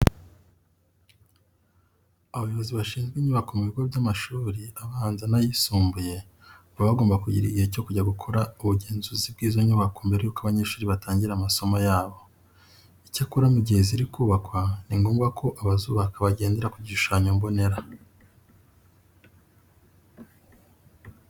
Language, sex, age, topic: Kinyarwanda, male, 36-49, education